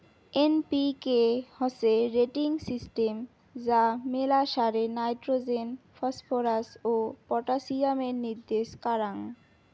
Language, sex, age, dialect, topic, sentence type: Bengali, female, 18-24, Rajbangshi, agriculture, statement